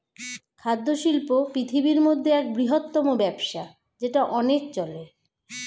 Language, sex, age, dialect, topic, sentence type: Bengali, female, 41-45, Standard Colloquial, agriculture, statement